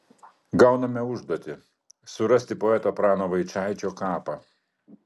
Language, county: Lithuanian, Klaipėda